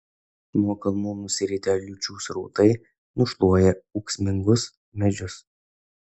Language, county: Lithuanian, Kaunas